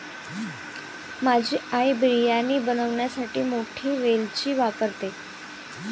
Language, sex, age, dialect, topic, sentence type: Marathi, female, 18-24, Varhadi, agriculture, statement